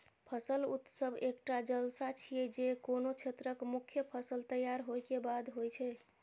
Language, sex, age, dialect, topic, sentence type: Maithili, female, 25-30, Eastern / Thethi, agriculture, statement